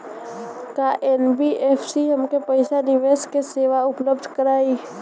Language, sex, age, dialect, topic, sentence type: Bhojpuri, female, 18-24, Northern, banking, question